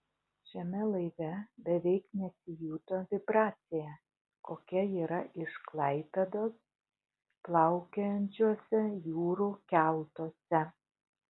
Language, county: Lithuanian, Utena